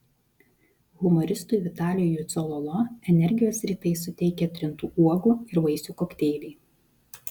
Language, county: Lithuanian, Vilnius